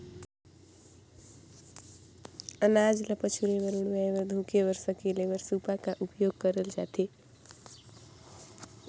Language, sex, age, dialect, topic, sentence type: Chhattisgarhi, female, 18-24, Northern/Bhandar, agriculture, statement